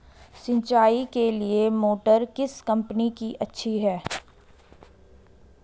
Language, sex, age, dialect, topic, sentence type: Hindi, female, 18-24, Garhwali, agriculture, question